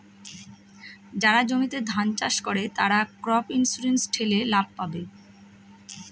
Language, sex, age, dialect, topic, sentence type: Bengali, female, 31-35, Northern/Varendri, banking, statement